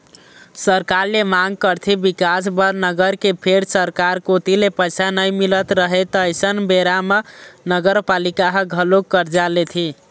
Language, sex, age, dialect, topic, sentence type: Chhattisgarhi, male, 18-24, Eastern, banking, statement